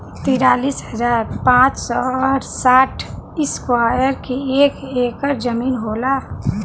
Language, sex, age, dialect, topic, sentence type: Bhojpuri, male, 18-24, Western, agriculture, statement